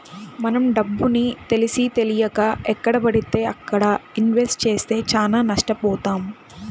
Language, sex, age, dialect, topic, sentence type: Telugu, female, 18-24, Central/Coastal, banking, statement